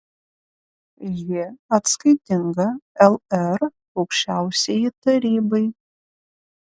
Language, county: Lithuanian, Panevėžys